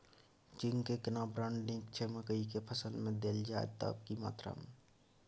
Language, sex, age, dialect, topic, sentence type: Maithili, male, 18-24, Bajjika, agriculture, question